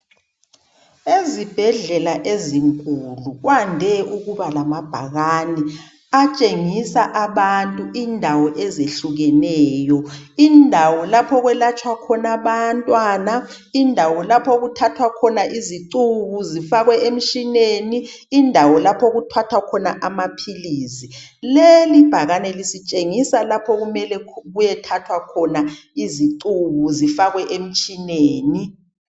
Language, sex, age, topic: North Ndebele, male, 36-49, health